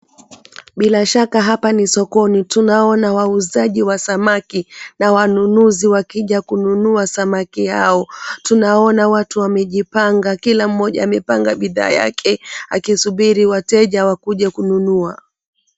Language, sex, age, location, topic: Swahili, female, 25-35, Mombasa, agriculture